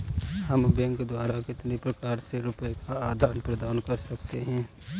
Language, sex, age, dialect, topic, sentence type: Hindi, male, 25-30, Kanauji Braj Bhasha, banking, question